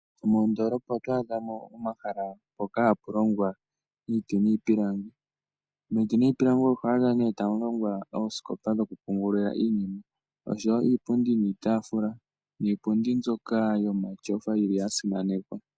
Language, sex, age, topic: Oshiwambo, male, 18-24, finance